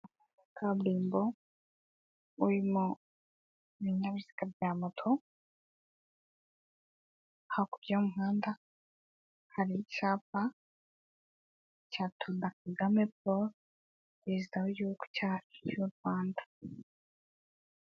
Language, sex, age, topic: Kinyarwanda, male, 18-24, government